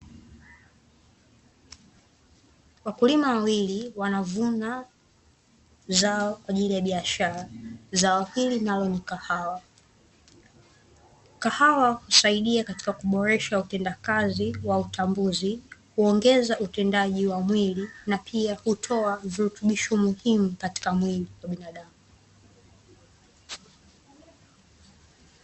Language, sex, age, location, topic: Swahili, female, 18-24, Dar es Salaam, agriculture